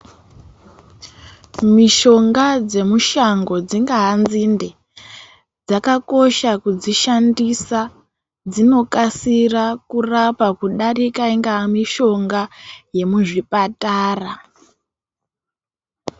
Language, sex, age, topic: Ndau, female, 18-24, health